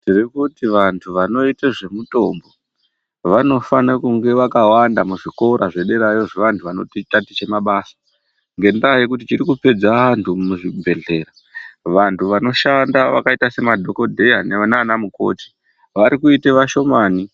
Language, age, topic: Ndau, 36-49, education